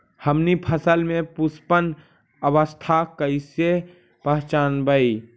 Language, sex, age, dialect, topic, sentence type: Magahi, male, 18-24, Central/Standard, agriculture, statement